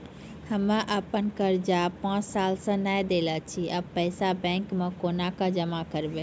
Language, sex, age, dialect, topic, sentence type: Maithili, female, 31-35, Angika, banking, question